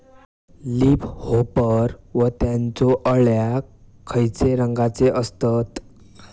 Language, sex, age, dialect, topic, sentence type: Marathi, male, 18-24, Southern Konkan, agriculture, question